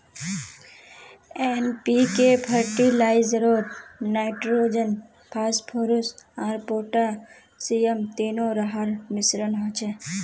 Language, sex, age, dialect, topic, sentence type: Magahi, female, 18-24, Northeastern/Surjapuri, agriculture, statement